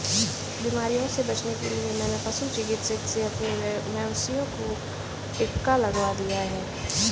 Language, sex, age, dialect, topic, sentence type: Hindi, female, 18-24, Marwari Dhudhari, agriculture, statement